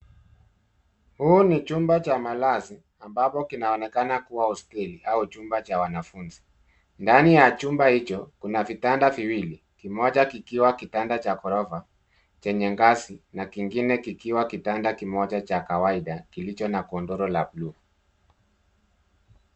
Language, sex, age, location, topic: Swahili, male, 50+, Nairobi, education